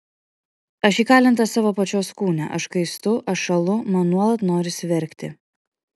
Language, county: Lithuanian, Kaunas